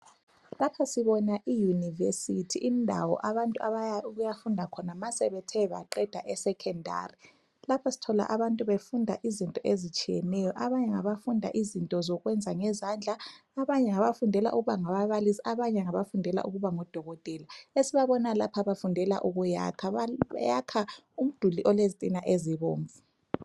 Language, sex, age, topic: North Ndebele, female, 25-35, education